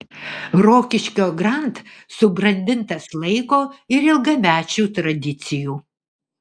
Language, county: Lithuanian, Vilnius